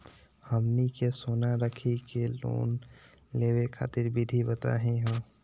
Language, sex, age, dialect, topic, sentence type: Magahi, male, 18-24, Southern, banking, question